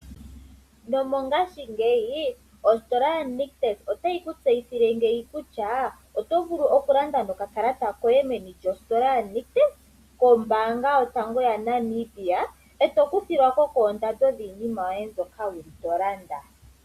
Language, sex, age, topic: Oshiwambo, female, 18-24, finance